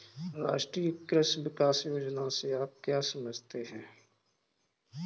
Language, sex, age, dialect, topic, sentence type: Hindi, male, 36-40, Kanauji Braj Bhasha, agriculture, statement